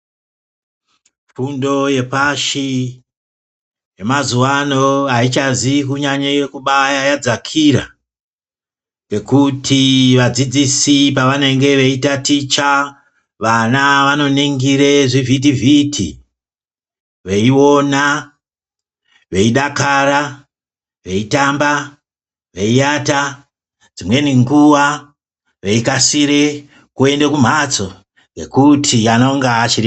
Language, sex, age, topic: Ndau, female, 25-35, education